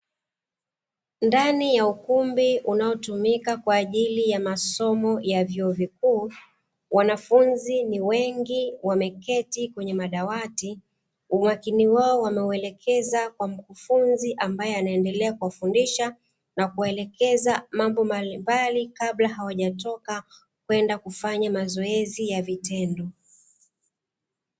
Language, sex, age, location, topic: Swahili, female, 36-49, Dar es Salaam, education